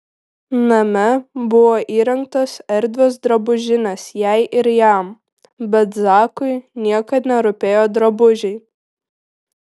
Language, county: Lithuanian, Šiauliai